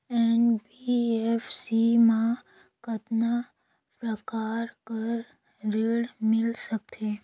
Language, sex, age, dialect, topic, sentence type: Chhattisgarhi, female, 18-24, Northern/Bhandar, banking, question